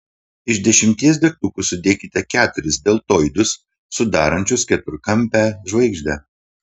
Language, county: Lithuanian, Panevėžys